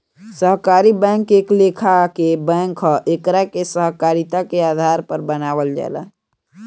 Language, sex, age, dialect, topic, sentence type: Bhojpuri, male, <18, Southern / Standard, banking, statement